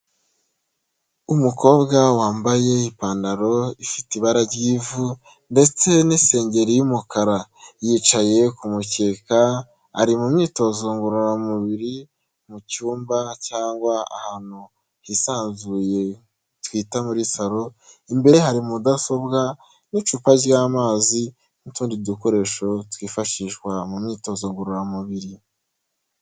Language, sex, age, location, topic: Kinyarwanda, male, 25-35, Huye, health